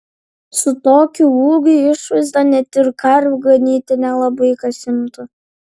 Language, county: Lithuanian, Vilnius